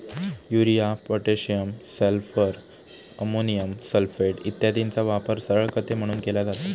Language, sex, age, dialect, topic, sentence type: Marathi, male, 18-24, Standard Marathi, agriculture, statement